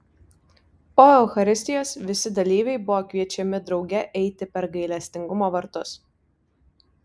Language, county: Lithuanian, Vilnius